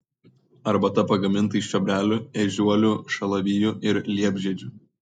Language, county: Lithuanian, Kaunas